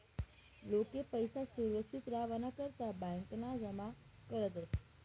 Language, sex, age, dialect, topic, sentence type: Marathi, female, 18-24, Northern Konkan, banking, statement